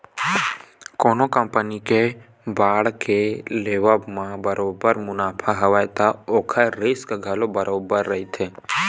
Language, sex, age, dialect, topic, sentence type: Chhattisgarhi, male, 18-24, Western/Budati/Khatahi, banking, statement